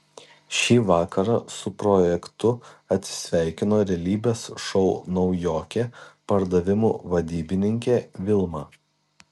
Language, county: Lithuanian, Klaipėda